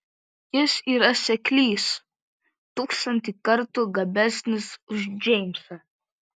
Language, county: Lithuanian, Vilnius